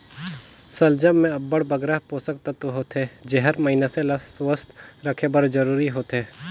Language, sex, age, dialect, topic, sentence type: Chhattisgarhi, male, 18-24, Northern/Bhandar, agriculture, statement